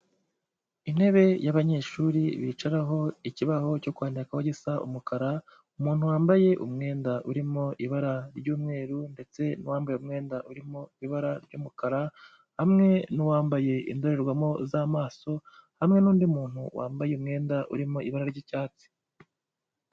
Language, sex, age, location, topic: Kinyarwanda, male, 25-35, Kigali, health